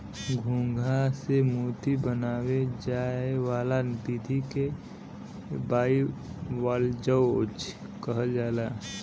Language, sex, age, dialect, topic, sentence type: Bhojpuri, female, 18-24, Western, agriculture, statement